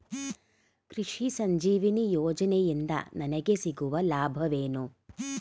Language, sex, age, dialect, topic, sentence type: Kannada, female, 46-50, Mysore Kannada, agriculture, question